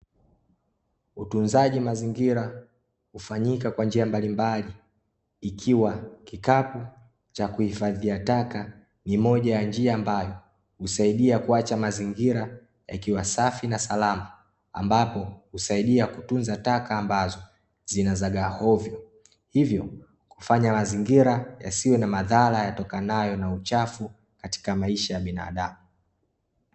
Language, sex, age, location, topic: Swahili, male, 18-24, Dar es Salaam, government